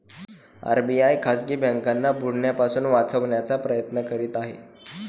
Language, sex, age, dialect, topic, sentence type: Marathi, male, 18-24, Standard Marathi, banking, statement